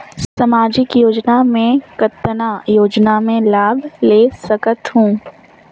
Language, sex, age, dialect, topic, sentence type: Chhattisgarhi, female, 18-24, Northern/Bhandar, banking, question